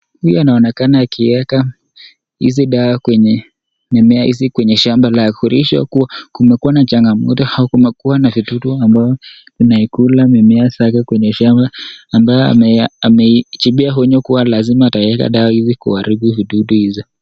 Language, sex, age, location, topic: Swahili, male, 25-35, Nakuru, health